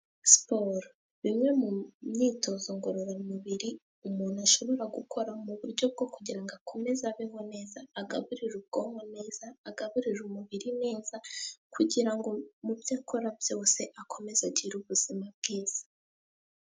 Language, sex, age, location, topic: Kinyarwanda, female, 18-24, Musanze, government